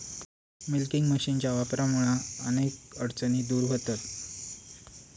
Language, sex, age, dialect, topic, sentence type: Marathi, male, 46-50, Southern Konkan, agriculture, statement